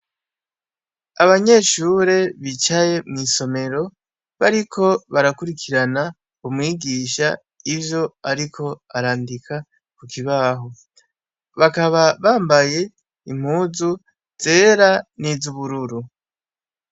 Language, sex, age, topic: Rundi, male, 18-24, education